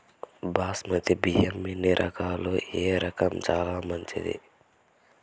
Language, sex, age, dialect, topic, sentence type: Telugu, male, 18-24, Southern, agriculture, question